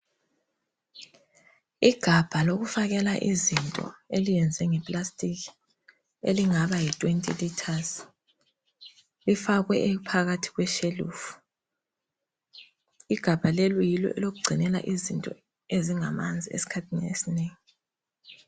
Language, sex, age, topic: North Ndebele, female, 25-35, health